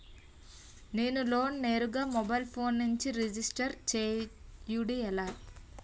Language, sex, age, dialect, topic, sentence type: Telugu, female, 18-24, Utterandhra, banking, question